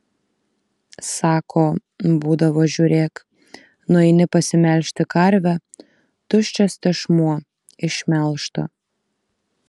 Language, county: Lithuanian, Kaunas